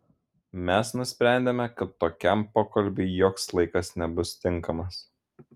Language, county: Lithuanian, Šiauliai